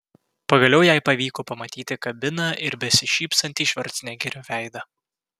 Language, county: Lithuanian, Vilnius